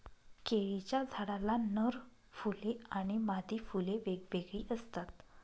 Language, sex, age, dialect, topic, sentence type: Marathi, female, 25-30, Northern Konkan, agriculture, statement